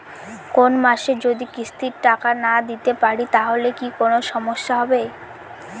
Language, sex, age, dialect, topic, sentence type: Bengali, female, 18-24, Northern/Varendri, banking, question